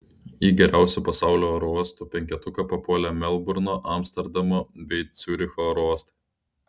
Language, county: Lithuanian, Klaipėda